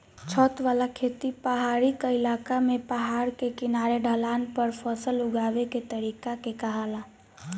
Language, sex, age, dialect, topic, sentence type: Bhojpuri, female, <18, Southern / Standard, agriculture, statement